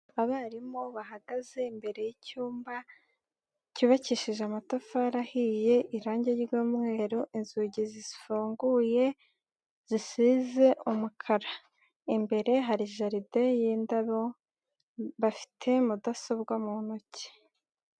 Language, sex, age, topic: Kinyarwanda, female, 18-24, education